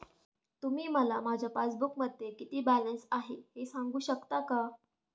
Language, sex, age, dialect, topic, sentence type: Marathi, female, 18-24, Standard Marathi, banking, question